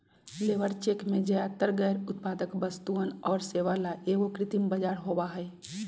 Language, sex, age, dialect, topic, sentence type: Magahi, female, 41-45, Western, banking, statement